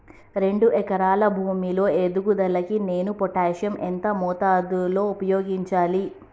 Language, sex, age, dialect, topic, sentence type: Telugu, female, 36-40, Telangana, agriculture, question